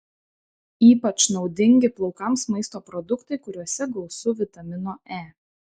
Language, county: Lithuanian, Šiauliai